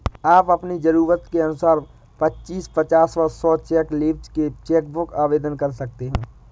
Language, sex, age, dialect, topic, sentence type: Hindi, female, 18-24, Awadhi Bundeli, banking, statement